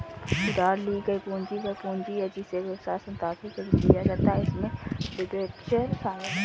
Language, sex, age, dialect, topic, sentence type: Hindi, female, 25-30, Marwari Dhudhari, banking, statement